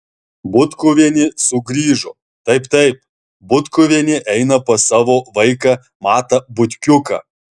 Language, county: Lithuanian, Alytus